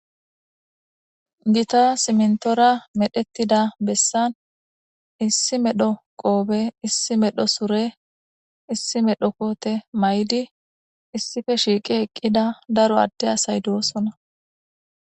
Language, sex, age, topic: Gamo, female, 18-24, government